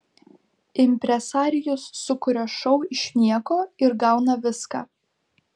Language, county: Lithuanian, Vilnius